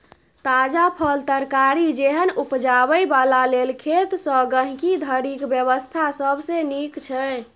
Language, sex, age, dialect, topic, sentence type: Maithili, female, 31-35, Bajjika, agriculture, statement